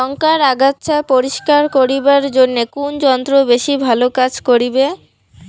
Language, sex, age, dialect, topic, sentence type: Bengali, female, 18-24, Rajbangshi, agriculture, question